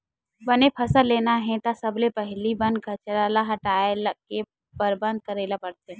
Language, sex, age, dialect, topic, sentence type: Chhattisgarhi, female, 18-24, Western/Budati/Khatahi, agriculture, statement